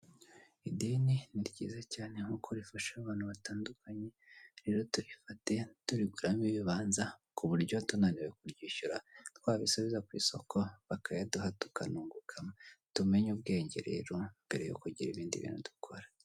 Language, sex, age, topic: Kinyarwanda, male, 18-24, finance